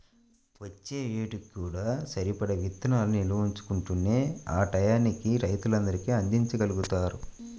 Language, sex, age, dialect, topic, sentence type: Telugu, male, 25-30, Central/Coastal, agriculture, statement